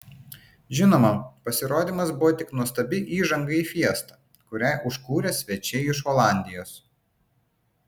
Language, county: Lithuanian, Vilnius